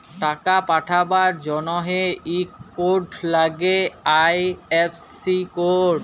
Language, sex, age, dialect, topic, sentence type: Bengali, male, 18-24, Jharkhandi, banking, statement